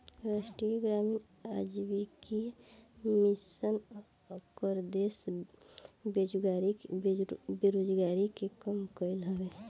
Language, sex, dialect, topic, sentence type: Bhojpuri, female, Northern, banking, statement